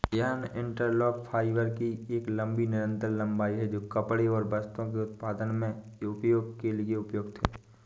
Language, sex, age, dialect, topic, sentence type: Hindi, male, 18-24, Awadhi Bundeli, agriculture, statement